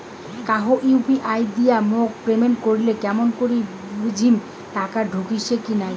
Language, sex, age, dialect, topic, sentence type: Bengali, female, 25-30, Rajbangshi, banking, question